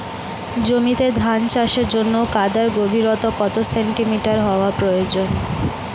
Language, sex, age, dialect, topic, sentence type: Bengali, female, 18-24, Standard Colloquial, agriculture, question